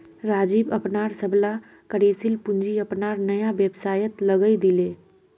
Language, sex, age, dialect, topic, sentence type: Magahi, female, 36-40, Northeastern/Surjapuri, banking, statement